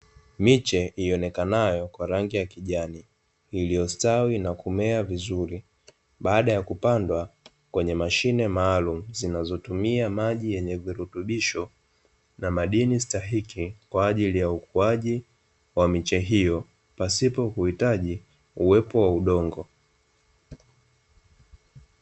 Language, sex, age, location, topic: Swahili, male, 25-35, Dar es Salaam, agriculture